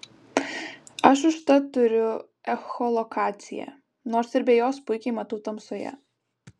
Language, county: Lithuanian, Vilnius